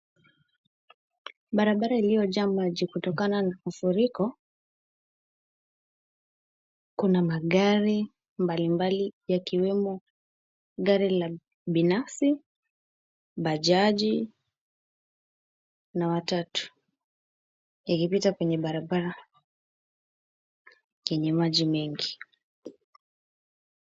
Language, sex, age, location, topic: Swahili, female, 18-24, Kisumu, health